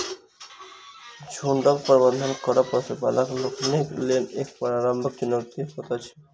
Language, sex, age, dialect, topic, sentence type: Maithili, male, 18-24, Southern/Standard, agriculture, statement